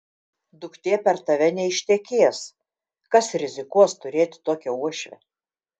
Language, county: Lithuanian, Telšiai